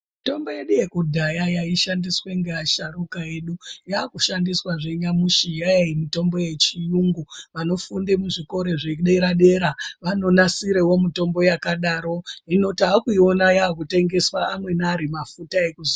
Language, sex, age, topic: Ndau, female, 25-35, health